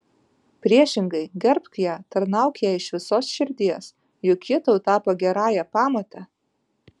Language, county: Lithuanian, Vilnius